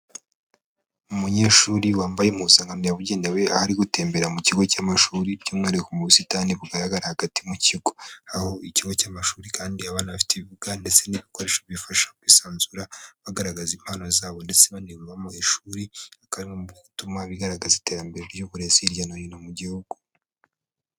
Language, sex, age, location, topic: Kinyarwanda, female, 18-24, Huye, education